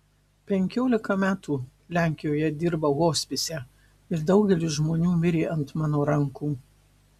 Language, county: Lithuanian, Marijampolė